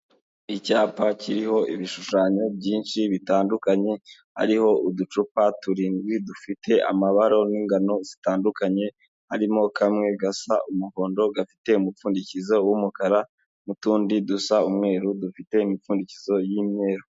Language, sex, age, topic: Kinyarwanda, male, 25-35, health